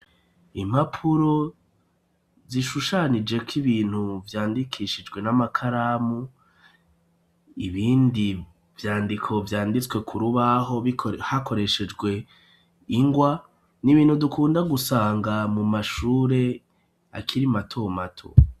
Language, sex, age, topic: Rundi, male, 36-49, education